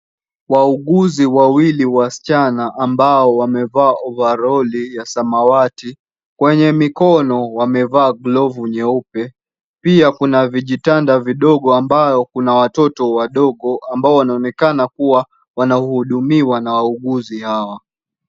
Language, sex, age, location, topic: Swahili, male, 18-24, Kisumu, health